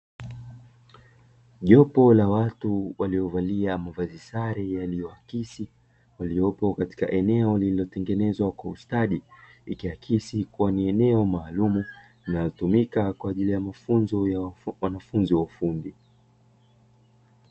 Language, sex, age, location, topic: Swahili, male, 25-35, Dar es Salaam, education